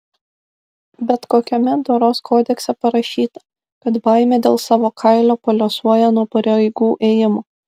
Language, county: Lithuanian, Kaunas